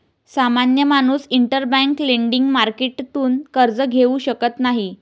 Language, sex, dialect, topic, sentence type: Marathi, female, Varhadi, banking, statement